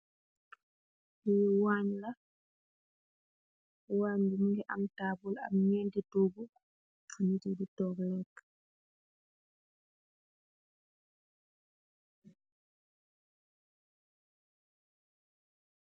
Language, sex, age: Wolof, female, 18-24